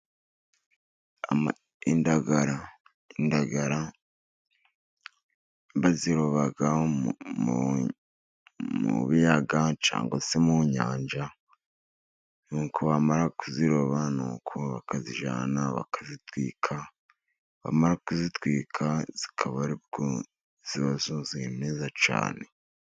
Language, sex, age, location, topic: Kinyarwanda, male, 50+, Musanze, agriculture